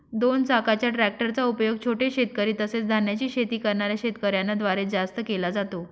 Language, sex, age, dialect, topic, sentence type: Marathi, female, 36-40, Northern Konkan, agriculture, statement